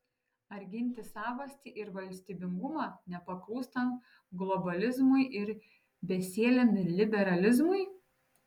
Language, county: Lithuanian, Šiauliai